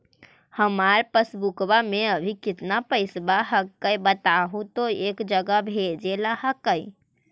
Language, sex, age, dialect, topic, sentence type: Magahi, female, 25-30, Central/Standard, banking, question